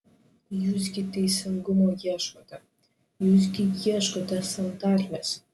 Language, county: Lithuanian, Šiauliai